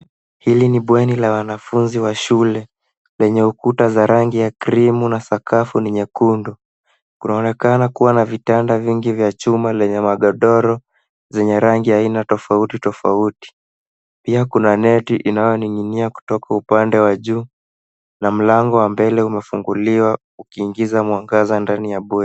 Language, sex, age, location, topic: Swahili, male, 18-24, Nairobi, education